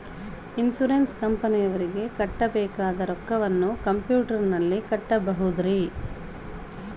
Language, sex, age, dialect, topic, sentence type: Kannada, female, 31-35, Central, banking, question